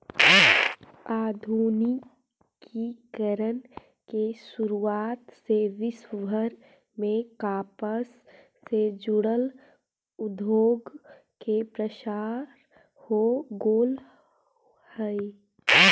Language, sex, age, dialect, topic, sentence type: Magahi, female, 25-30, Central/Standard, agriculture, statement